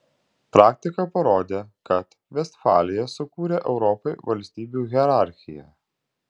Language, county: Lithuanian, Utena